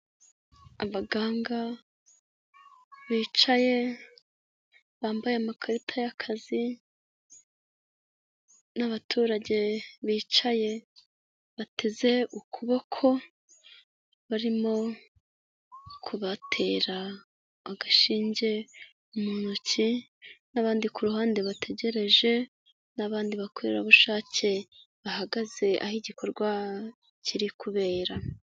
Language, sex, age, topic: Kinyarwanda, female, 25-35, health